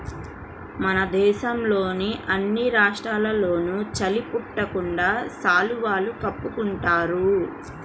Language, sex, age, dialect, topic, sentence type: Telugu, female, 36-40, Central/Coastal, agriculture, statement